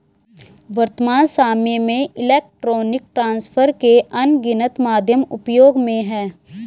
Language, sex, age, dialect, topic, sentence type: Hindi, female, 25-30, Hindustani Malvi Khadi Boli, banking, statement